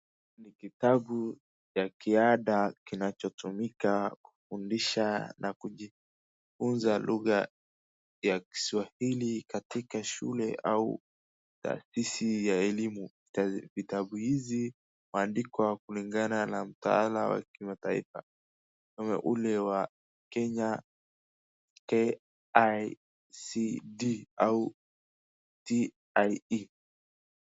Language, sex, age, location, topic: Swahili, male, 18-24, Wajir, education